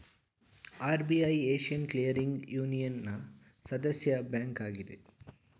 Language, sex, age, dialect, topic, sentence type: Kannada, male, 46-50, Mysore Kannada, banking, statement